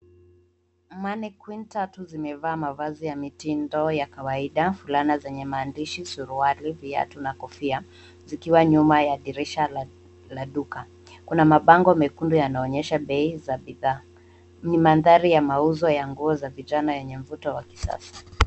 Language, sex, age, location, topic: Swahili, female, 18-24, Nairobi, finance